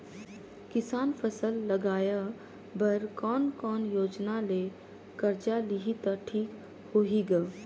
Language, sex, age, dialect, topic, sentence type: Chhattisgarhi, female, 31-35, Northern/Bhandar, agriculture, question